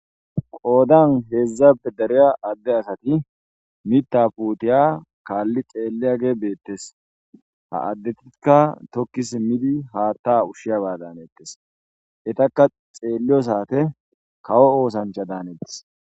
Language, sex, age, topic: Gamo, male, 18-24, agriculture